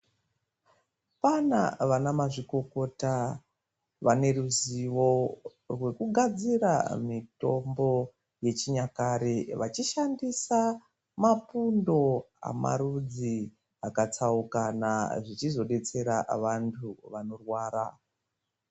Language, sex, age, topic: Ndau, female, 36-49, health